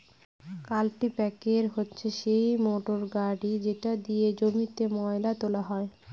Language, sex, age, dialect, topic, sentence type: Bengali, female, 25-30, Northern/Varendri, agriculture, statement